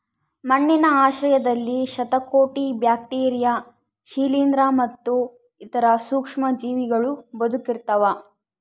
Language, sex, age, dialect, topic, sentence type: Kannada, female, 60-100, Central, agriculture, statement